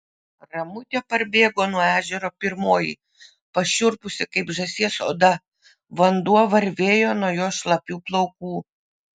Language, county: Lithuanian, Vilnius